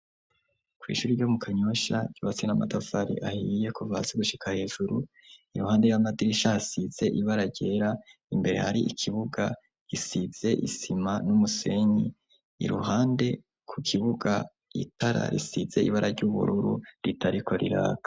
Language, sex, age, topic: Rundi, male, 25-35, education